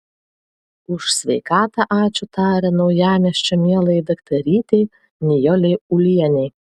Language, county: Lithuanian, Vilnius